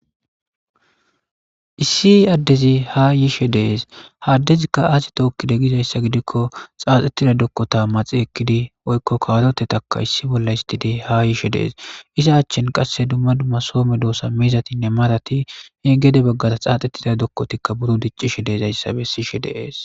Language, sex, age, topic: Gamo, male, 25-35, government